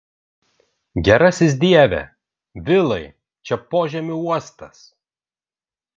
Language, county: Lithuanian, Vilnius